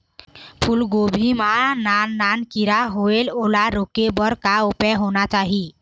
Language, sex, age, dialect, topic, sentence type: Chhattisgarhi, female, 18-24, Eastern, agriculture, question